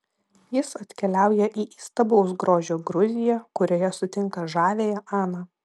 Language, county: Lithuanian, Vilnius